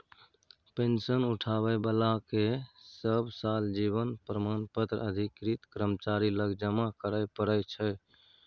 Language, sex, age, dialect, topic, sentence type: Maithili, male, 31-35, Bajjika, banking, statement